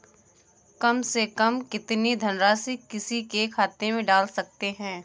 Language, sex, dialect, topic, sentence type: Hindi, female, Kanauji Braj Bhasha, banking, question